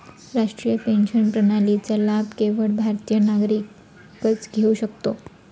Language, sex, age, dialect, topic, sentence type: Marathi, female, 25-30, Standard Marathi, banking, statement